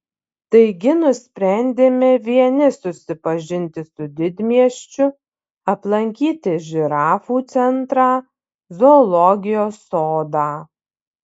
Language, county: Lithuanian, Panevėžys